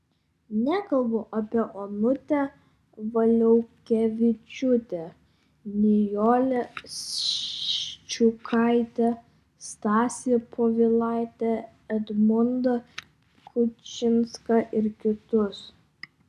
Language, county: Lithuanian, Vilnius